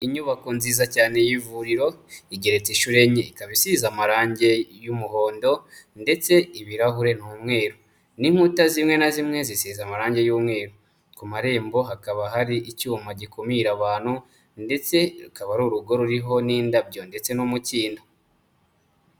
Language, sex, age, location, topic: Kinyarwanda, male, 25-35, Huye, health